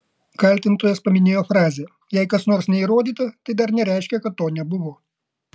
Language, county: Lithuanian, Kaunas